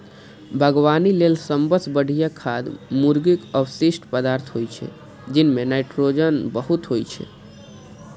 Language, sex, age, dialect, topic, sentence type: Maithili, male, 25-30, Eastern / Thethi, agriculture, statement